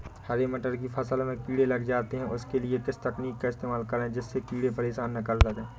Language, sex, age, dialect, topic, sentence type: Hindi, male, 18-24, Awadhi Bundeli, agriculture, question